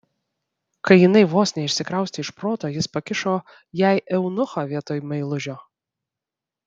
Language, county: Lithuanian, Vilnius